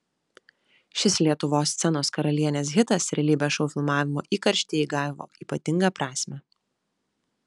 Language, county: Lithuanian, Vilnius